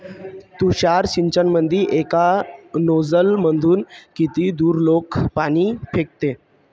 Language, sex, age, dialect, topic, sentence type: Marathi, male, 25-30, Varhadi, agriculture, question